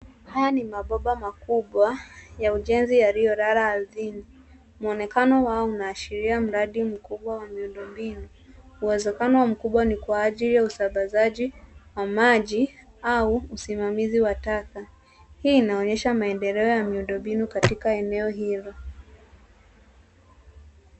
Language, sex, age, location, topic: Swahili, female, 36-49, Nairobi, government